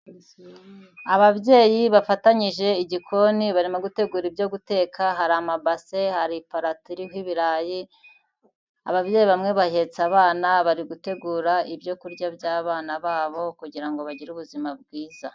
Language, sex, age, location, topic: Kinyarwanda, female, 50+, Kigali, finance